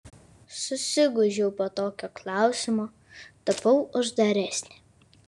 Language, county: Lithuanian, Kaunas